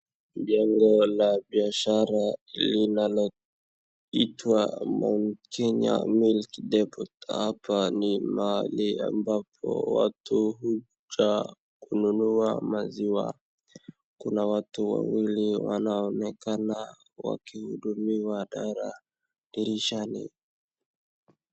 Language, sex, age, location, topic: Swahili, male, 18-24, Wajir, finance